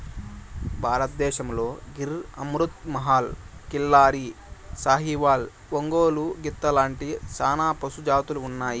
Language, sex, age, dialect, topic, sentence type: Telugu, male, 18-24, Southern, agriculture, statement